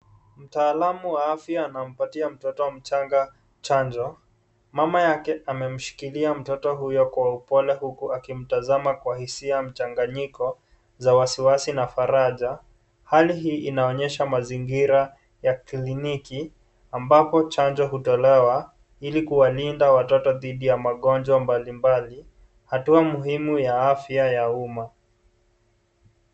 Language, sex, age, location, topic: Swahili, male, 18-24, Kisii, health